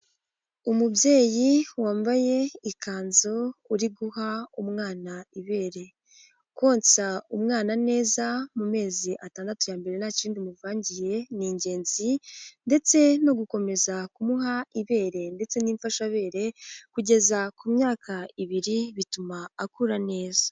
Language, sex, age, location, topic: Kinyarwanda, female, 18-24, Nyagatare, health